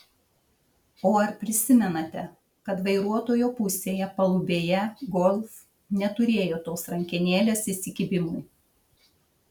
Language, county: Lithuanian, Šiauliai